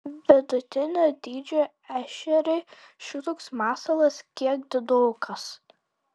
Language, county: Lithuanian, Tauragė